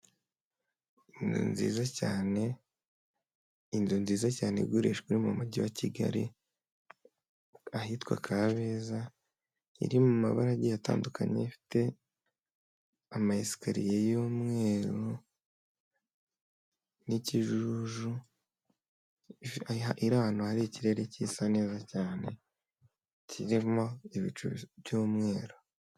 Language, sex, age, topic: Kinyarwanda, male, 18-24, finance